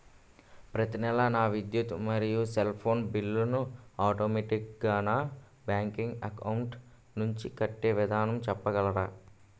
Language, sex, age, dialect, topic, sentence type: Telugu, male, 18-24, Utterandhra, banking, question